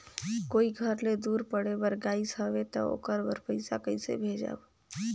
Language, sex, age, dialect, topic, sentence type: Chhattisgarhi, female, 41-45, Northern/Bhandar, banking, question